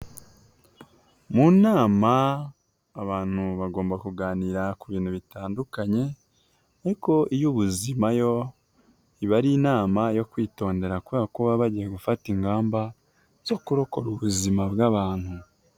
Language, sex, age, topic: Kinyarwanda, male, 18-24, health